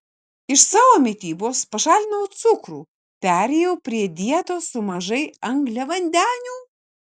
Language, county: Lithuanian, Kaunas